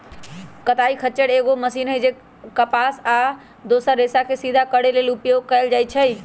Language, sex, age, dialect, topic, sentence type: Magahi, male, 18-24, Western, agriculture, statement